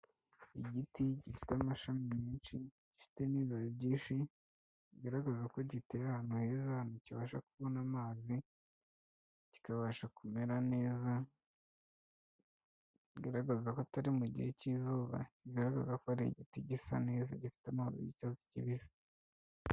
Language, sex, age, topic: Kinyarwanda, male, 25-35, health